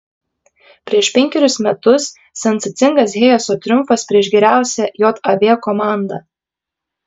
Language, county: Lithuanian, Kaunas